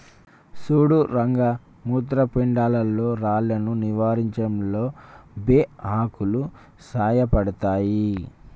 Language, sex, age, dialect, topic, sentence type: Telugu, male, 25-30, Telangana, agriculture, statement